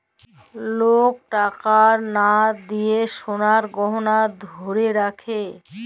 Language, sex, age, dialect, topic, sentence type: Bengali, female, <18, Jharkhandi, banking, statement